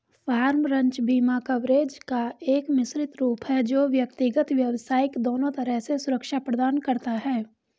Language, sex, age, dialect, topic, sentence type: Hindi, female, 18-24, Hindustani Malvi Khadi Boli, agriculture, statement